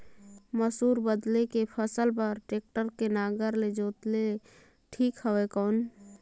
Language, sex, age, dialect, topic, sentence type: Chhattisgarhi, female, 18-24, Northern/Bhandar, agriculture, question